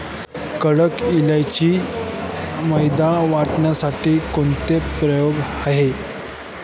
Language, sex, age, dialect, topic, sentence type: Marathi, male, 18-24, Standard Marathi, banking, question